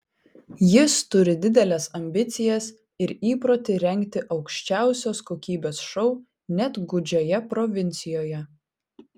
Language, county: Lithuanian, Vilnius